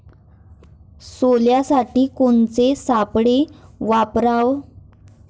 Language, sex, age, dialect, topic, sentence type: Marathi, female, 25-30, Varhadi, agriculture, question